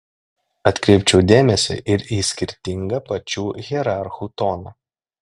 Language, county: Lithuanian, Klaipėda